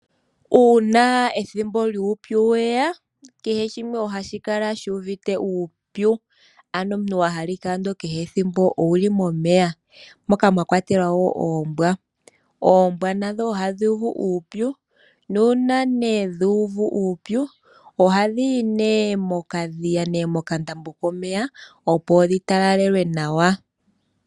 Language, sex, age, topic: Oshiwambo, female, 18-24, agriculture